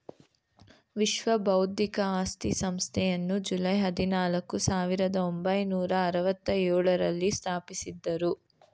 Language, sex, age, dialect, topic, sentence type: Kannada, female, 18-24, Mysore Kannada, banking, statement